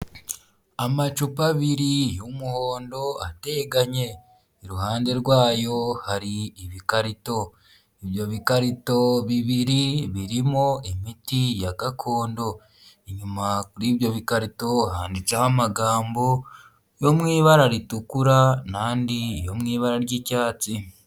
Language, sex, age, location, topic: Kinyarwanda, male, 25-35, Huye, health